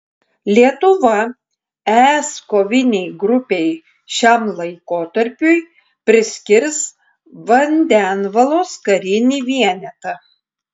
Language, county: Lithuanian, Klaipėda